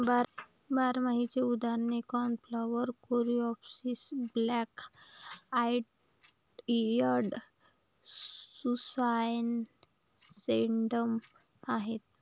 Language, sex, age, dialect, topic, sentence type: Marathi, female, 18-24, Varhadi, agriculture, statement